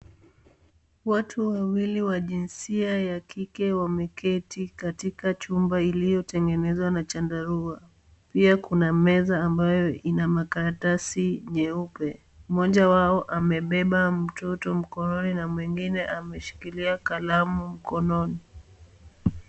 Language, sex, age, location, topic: Swahili, female, 25-35, Kisumu, health